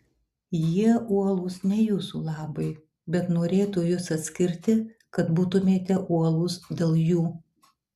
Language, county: Lithuanian, Alytus